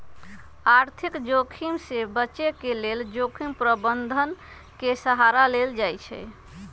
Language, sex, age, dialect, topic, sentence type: Magahi, female, 25-30, Western, banking, statement